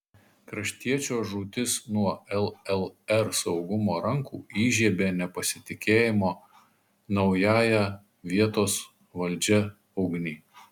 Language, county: Lithuanian, Marijampolė